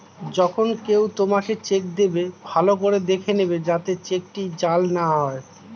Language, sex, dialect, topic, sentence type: Bengali, male, Standard Colloquial, banking, statement